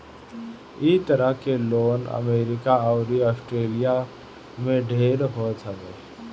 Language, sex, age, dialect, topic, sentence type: Bhojpuri, male, 31-35, Northern, banking, statement